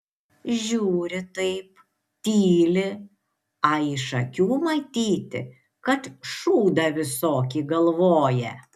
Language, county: Lithuanian, Šiauliai